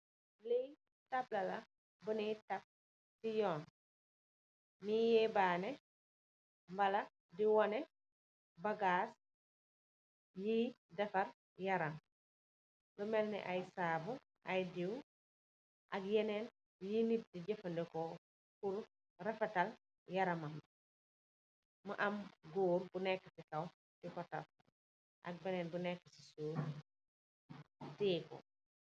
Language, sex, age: Wolof, female, 25-35